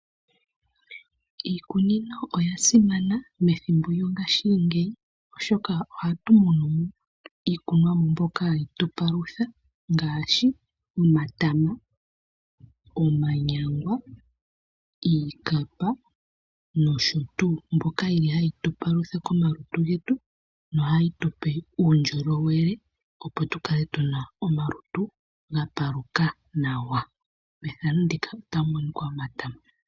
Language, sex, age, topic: Oshiwambo, female, 25-35, agriculture